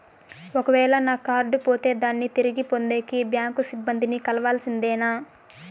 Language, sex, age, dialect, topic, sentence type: Telugu, female, 18-24, Southern, banking, question